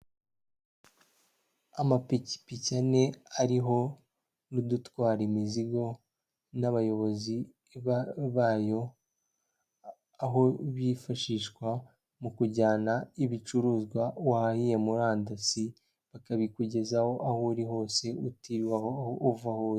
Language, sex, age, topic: Kinyarwanda, female, 18-24, finance